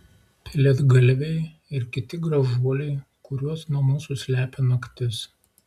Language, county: Lithuanian, Klaipėda